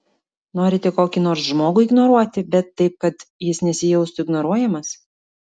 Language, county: Lithuanian, Klaipėda